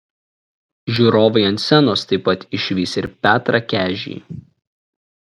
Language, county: Lithuanian, Šiauliai